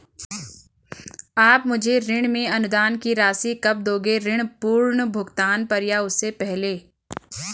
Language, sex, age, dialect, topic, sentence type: Hindi, female, 25-30, Garhwali, banking, question